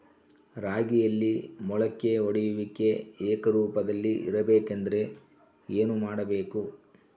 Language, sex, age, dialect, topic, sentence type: Kannada, male, 51-55, Central, agriculture, question